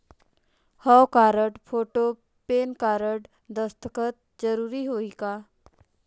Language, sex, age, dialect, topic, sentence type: Chhattisgarhi, female, 46-50, Northern/Bhandar, banking, question